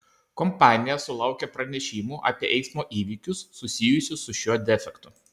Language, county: Lithuanian, Kaunas